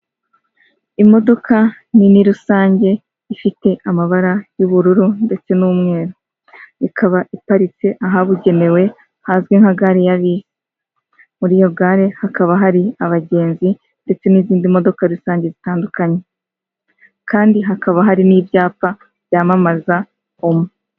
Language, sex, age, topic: Kinyarwanda, female, 18-24, government